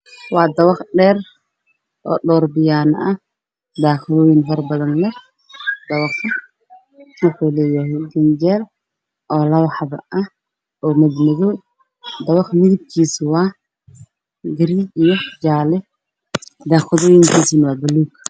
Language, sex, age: Somali, male, 18-24